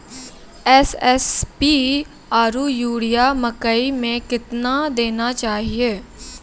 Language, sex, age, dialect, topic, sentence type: Maithili, female, 18-24, Angika, agriculture, question